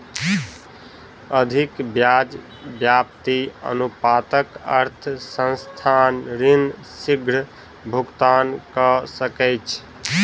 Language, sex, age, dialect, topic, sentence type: Maithili, male, 25-30, Southern/Standard, banking, statement